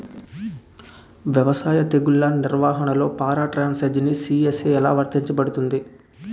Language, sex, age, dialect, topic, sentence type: Telugu, male, 18-24, Utterandhra, agriculture, question